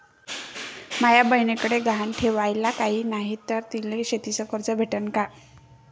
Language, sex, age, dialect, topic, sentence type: Marathi, male, 31-35, Varhadi, agriculture, statement